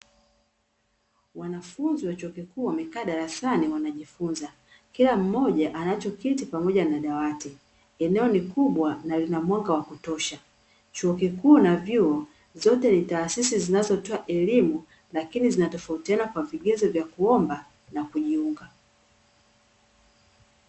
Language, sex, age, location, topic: Swahili, female, 36-49, Dar es Salaam, education